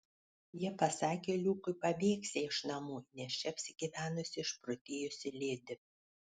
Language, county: Lithuanian, Panevėžys